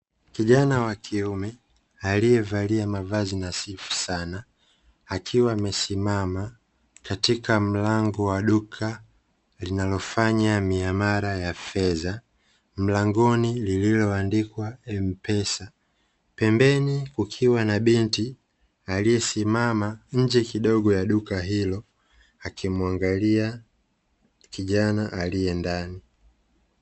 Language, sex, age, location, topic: Swahili, male, 25-35, Dar es Salaam, finance